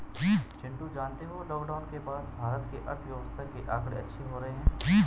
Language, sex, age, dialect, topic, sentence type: Hindi, male, 18-24, Garhwali, banking, statement